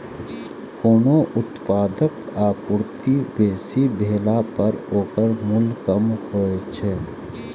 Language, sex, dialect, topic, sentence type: Maithili, male, Eastern / Thethi, banking, statement